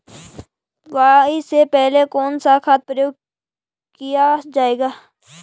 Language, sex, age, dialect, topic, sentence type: Hindi, female, 25-30, Garhwali, agriculture, question